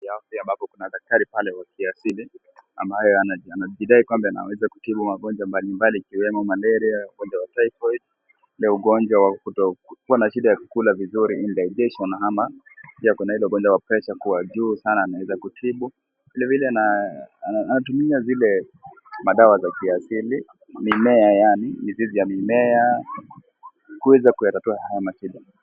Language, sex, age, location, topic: Swahili, male, 18-24, Kisii, health